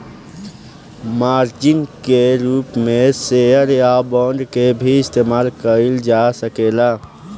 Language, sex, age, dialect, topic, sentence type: Bhojpuri, male, <18, Southern / Standard, banking, statement